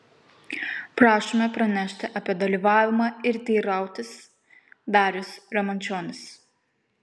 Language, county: Lithuanian, Kaunas